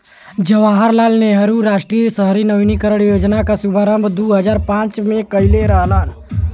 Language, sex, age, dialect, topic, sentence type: Bhojpuri, male, 18-24, Western, banking, statement